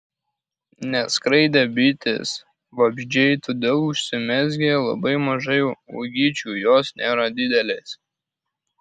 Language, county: Lithuanian, Kaunas